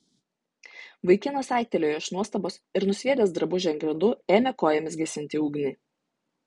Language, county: Lithuanian, Utena